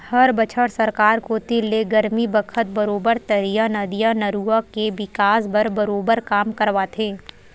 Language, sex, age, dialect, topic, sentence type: Chhattisgarhi, female, 18-24, Western/Budati/Khatahi, agriculture, statement